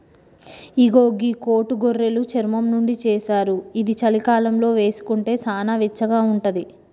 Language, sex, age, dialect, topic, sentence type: Telugu, female, 31-35, Telangana, agriculture, statement